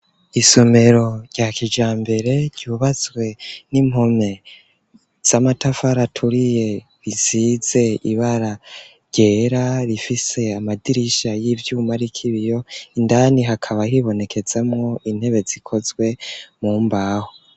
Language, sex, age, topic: Rundi, female, 25-35, education